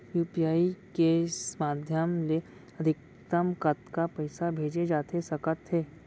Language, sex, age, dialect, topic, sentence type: Chhattisgarhi, female, 18-24, Central, banking, question